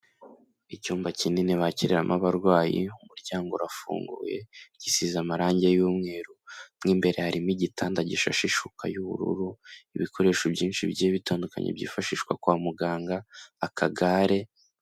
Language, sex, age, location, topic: Kinyarwanda, male, 18-24, Kigali, health